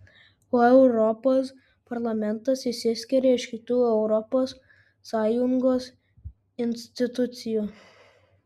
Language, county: Lithuanian, Kaunas